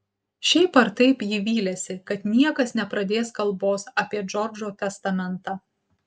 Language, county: Lithuanian, Utena